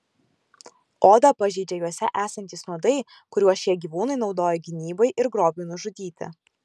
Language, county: Lithuanian, Kaunas